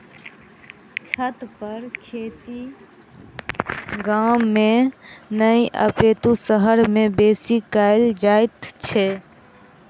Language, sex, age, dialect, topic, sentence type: Maithili, female, 25-30, Southern/Standard, agriculture, statement